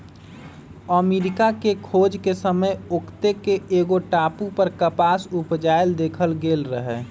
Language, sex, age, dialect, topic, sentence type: Magahi, male, 25-30, Western, agriculture, statement